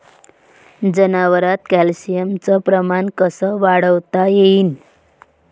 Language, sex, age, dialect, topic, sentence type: Marathi, female, 36-40, Varhadi, agriculture, question